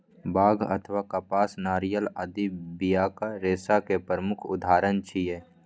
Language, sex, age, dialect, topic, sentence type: Maithili, male, 25-30, Eastern / Thethi, agriculture, statement